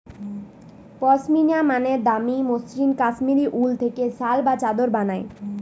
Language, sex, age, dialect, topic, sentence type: Bengali, female, 31-35, Western, agriculture, statement